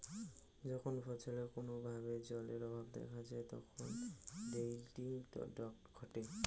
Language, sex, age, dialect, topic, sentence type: Bengali, male, 18-24, Rajbangshi, agriculture, statement